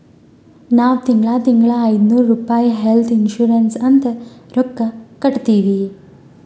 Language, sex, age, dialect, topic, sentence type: Kannada, female, 18-24, Northeastern, banking, statement